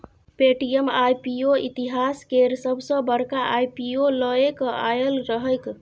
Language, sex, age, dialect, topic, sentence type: Maithili, female, 41-45, Bajjika, banking, statement